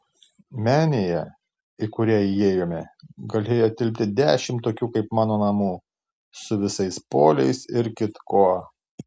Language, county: Lithuanian, Tauragė